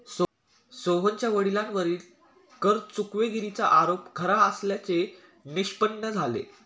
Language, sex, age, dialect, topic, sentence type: Marathi, male, 18-24, Standard Marathi, banking, statement